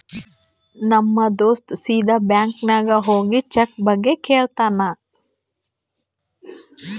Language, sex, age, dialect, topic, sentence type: Kannada, female, 41-45, Northeastern, banking, statement